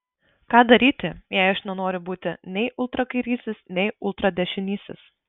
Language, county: Lithuanian, Marijampolė